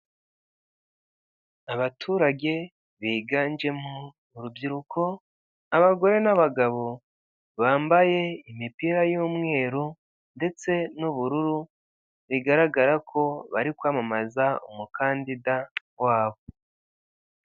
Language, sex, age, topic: Kinyarwanda, male, 25-35, government